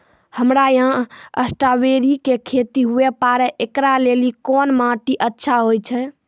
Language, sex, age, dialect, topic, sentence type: Maithili, female, 18-24, Angika, agriculture, question